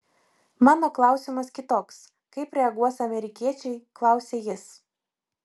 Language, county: Lithuanian, Vilnius